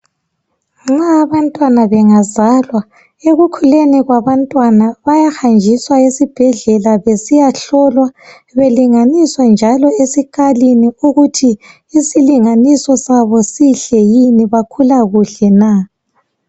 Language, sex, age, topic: North Ndebele, female, 18-24, health